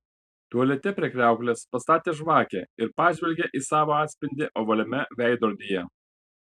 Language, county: Lithuanian, Panevėžys